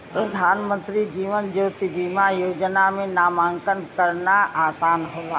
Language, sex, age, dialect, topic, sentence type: Bhojpuri, female, 25-30, Western, banking, statement